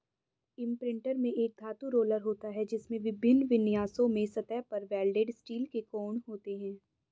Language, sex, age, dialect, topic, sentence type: Hindi, female, 18-24, Hindustani Malvi Khadi Boli, agriculture, statement